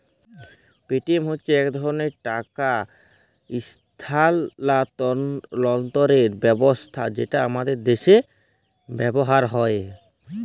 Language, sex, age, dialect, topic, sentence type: Bengali, male, 18-24, Jharkhandi, banking, statement